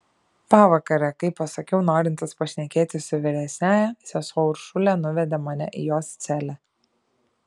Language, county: Lithuanian, Šiauliai